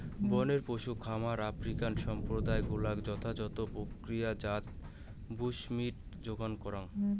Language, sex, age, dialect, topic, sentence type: Bengali, male, 18-24, Rajbangshi, agriculture, statement